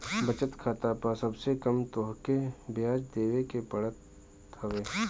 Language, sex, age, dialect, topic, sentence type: Bhojpuri, male, 25-30, Northern, banking, statement